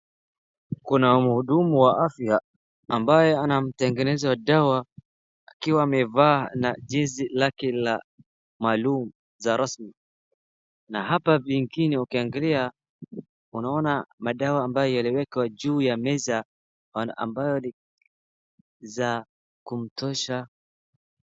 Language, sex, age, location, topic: Swahili, male, 18-24, Wajir, health